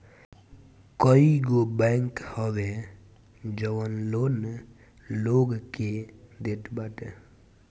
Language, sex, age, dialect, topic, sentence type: Bhojpuri, male, 18-24, Northern, banking, statement